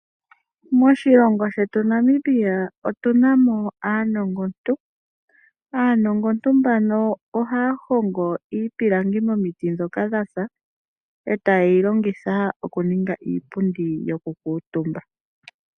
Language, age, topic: Oshiwambo, 25-35, agriculture